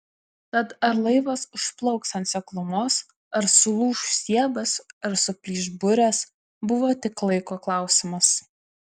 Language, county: Lithuanian, Vilnius